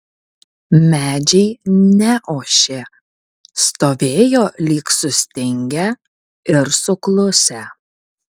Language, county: Lithuanian, Kaunas